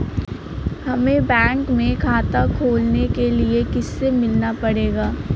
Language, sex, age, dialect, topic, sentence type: Hindi, female, 18-24, Awadhi Bundeli, banking, question